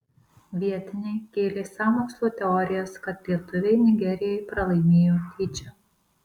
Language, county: Lithuanian, Marijampolė